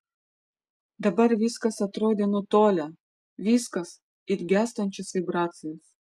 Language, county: Lithuanian, Vilnius